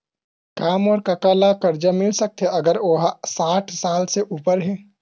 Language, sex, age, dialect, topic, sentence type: Chhattisgarhi, male, 18-24, Western/Budati/Khatahi, banking, statement